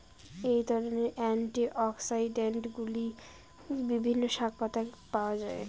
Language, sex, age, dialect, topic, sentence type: Bengali, female, 18-24, Rajbangshi, agriculture, question